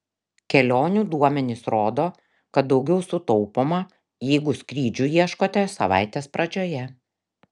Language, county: Lithuanian, Šiauliai